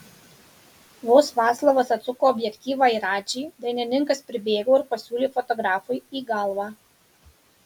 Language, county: Lithuanian, Marijampolė